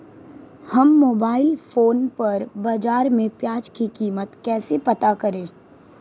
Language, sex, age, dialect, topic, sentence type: Hindi, female, 18-24, Marwari Dhudhari, agriculture, question